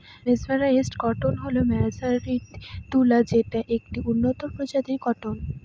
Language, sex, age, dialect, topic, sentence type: Bengali, female, 18-24, Northern/Varendri, agriculture, statement